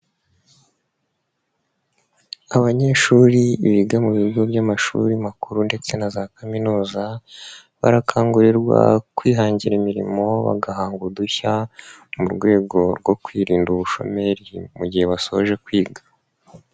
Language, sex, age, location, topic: Kinyarwanda, male, 25-35, Nyagatare, education